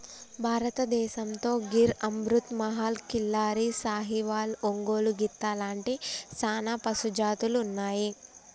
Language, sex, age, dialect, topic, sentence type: Telugu, female, 18-24, Telangana, agriculture, statement